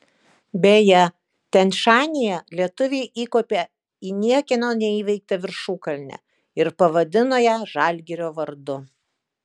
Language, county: Lithuanian, Kaunas